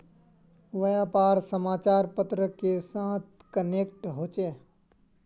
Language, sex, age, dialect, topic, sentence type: Magahi, male, 25-30, Northeastern/Surjapuri, agriculture, question